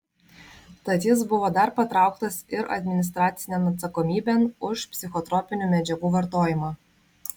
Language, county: Lithuanian, Vilnius